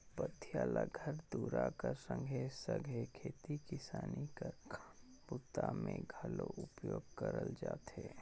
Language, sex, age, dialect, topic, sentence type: Chhattisgarhi, male, 25-30, Northern/Bhandar, agriculture, statement